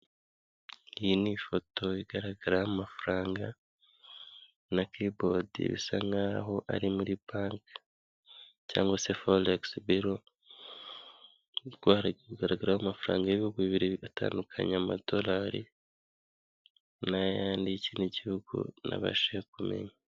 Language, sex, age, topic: Kinyarwanda, male, 25-35, finance